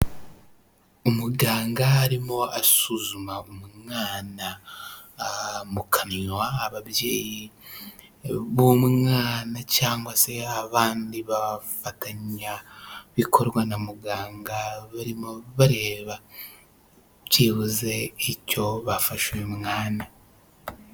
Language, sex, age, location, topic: Kinyarwanda, male, 18-24, Huye, health